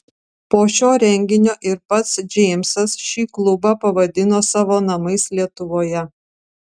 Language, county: Lithuanian, Vilnius